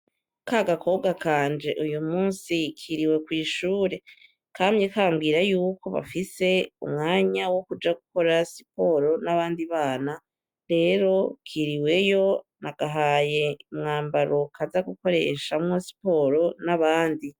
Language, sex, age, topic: Rundi, female, 18-24, education